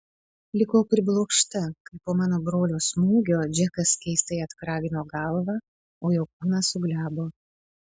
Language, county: Lithuanian, Panevėžys